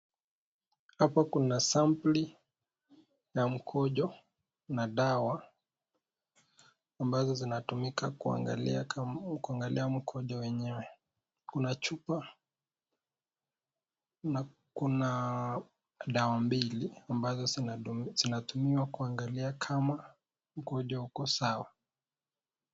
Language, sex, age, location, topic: Swahili, male, 18-24, Nakuru, health